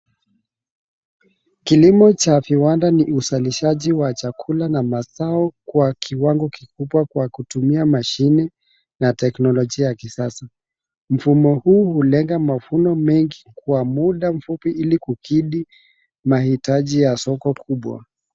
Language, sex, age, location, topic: Swahili, male, 36-49, Nairobi, agriculture